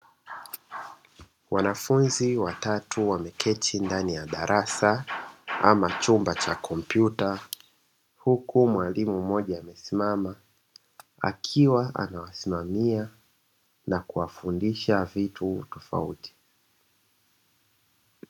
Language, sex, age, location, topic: Swahili, male, 25-35, Dar es Salaam, education